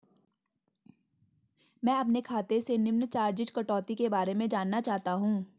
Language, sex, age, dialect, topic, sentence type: Hindi, female, 18-24, Garhwali, banking, question